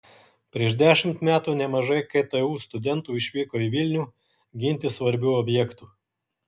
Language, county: Lithuanian, Kaunas